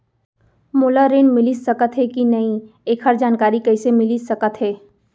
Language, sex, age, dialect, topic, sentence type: Chhattisgarhi, female, 25-30, Central, banking, question